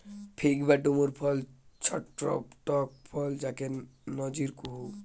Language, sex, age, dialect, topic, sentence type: Bengali, male, 18-24, Western, agriculture, statement